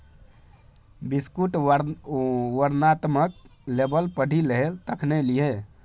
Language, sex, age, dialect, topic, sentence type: Maithili, male, 18-24, Bajjika, banking, statement